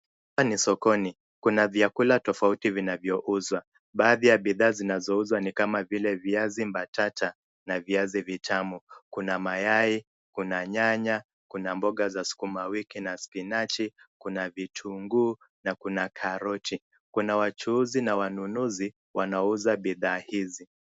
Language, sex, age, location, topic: Swahili, male, 25-35, Nairobi, government